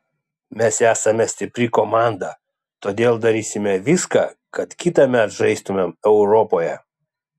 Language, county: Lithuanian, Klaipėda